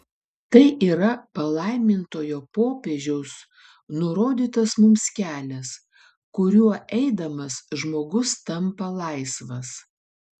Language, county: Lithuanian, Vilnius